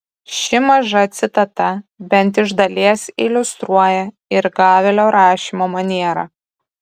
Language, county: Lithuanian, Kaunas